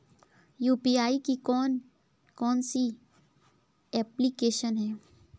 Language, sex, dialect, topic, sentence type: Hindi, female, Kanauji Braj Bhasha, banking, question